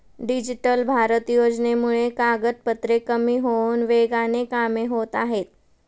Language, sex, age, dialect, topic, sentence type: Marathi, female, 25-30, Standard Marathi, banking, statement